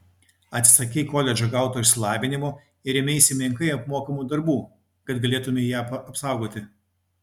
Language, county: Lithuanian, Klaipėda